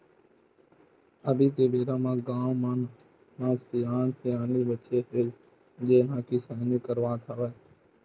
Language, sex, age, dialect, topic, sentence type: Chhattisgarhi, male, 25-30, Western/Budati/Khatahi, agriculture, statement